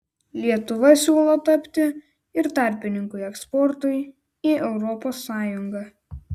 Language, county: Lithuanian, Vilnius